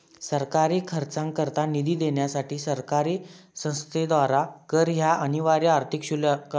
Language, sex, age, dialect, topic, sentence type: Marathi, male, 18-24, Southern Konkan, banking, statement